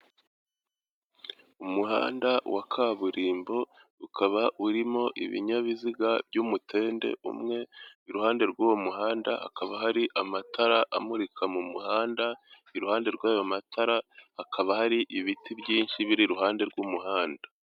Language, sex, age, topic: Kinyarwanda, male, 18-24, government